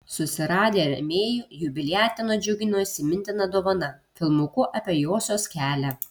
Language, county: Lithuanian, Kaunas